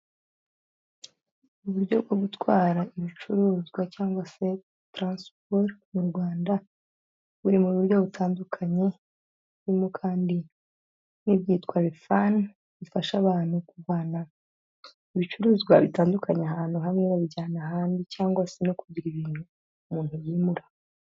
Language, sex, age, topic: Kinyarwanda, female, 18-24, government